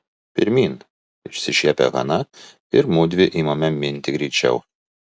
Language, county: Lithuanian, Vilnius